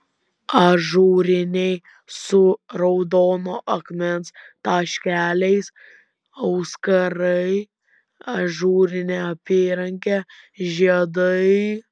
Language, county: Lithuanian, Vilnius